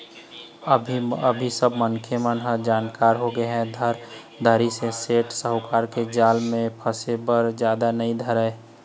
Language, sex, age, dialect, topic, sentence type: Chhattisgarhi, male, 25-30, Eastern, banking, statement